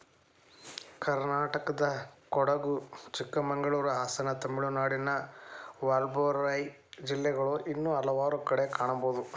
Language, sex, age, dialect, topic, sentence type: Kannada, male, 31-35, Dharwad Kannada, agriculture, statement